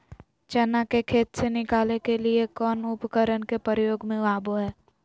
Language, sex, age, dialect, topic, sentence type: Magahi, female, 18-24, Southern, agriculture, question